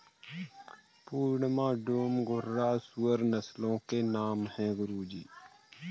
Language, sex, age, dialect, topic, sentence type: Hindi, male, 41-45, Kanauji Braj Bhasha, agriculture, statement